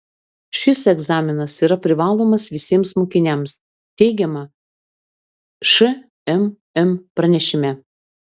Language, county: Lithuanian, Klaipėda